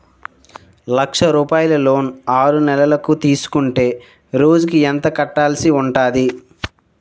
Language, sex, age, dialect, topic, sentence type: Telugu, male, 60-100, Utterandhra, banking, question